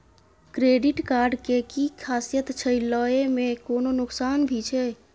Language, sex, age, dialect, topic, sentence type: Maithili, female, 31-35, Bajjika, banking, question